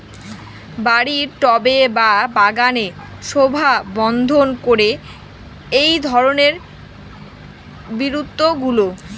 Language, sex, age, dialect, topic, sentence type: Bengali, female, 18-24, Rajbangshi, agriculture, question